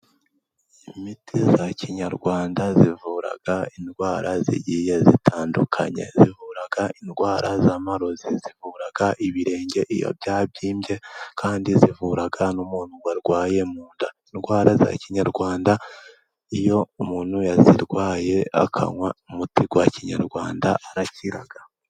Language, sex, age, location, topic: Kinyarwanda, male, 18-24, Musanze, health